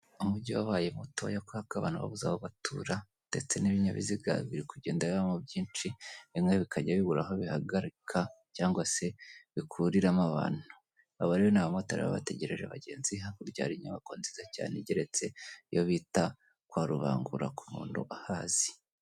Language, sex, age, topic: Kinyarwanda, female, 18-24, government